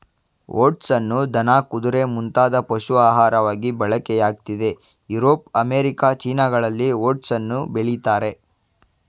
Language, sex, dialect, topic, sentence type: Kannada, male, Mysore Kannada, agriculture, statement